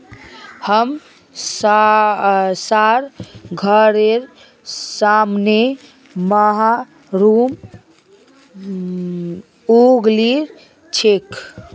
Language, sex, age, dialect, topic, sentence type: Magahi, female, 25-30, Northeastern/Surjapuri, agriculture, statement